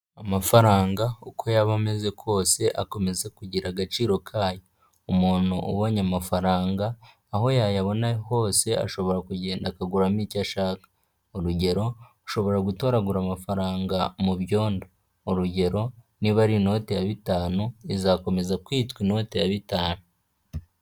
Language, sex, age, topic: Kinyarwanda, male, 18-24, finance